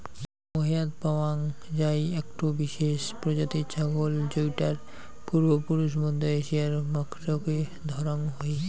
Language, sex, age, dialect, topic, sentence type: Bengali, male, 25-30, Rajbangshi, agriculture, statement